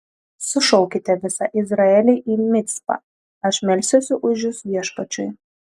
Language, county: Lithuanian, Telšiai